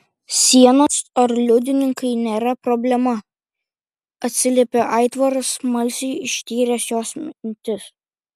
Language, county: Lithuanian, Kaunas